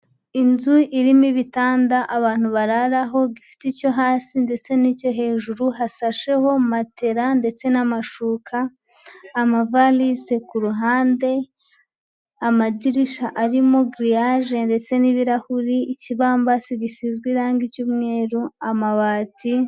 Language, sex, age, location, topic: Kinyarwanda, female, 25-35, Huye, education